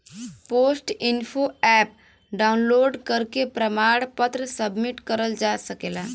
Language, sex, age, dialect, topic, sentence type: Bhojpuri, female, 18-24, Western, banking, statement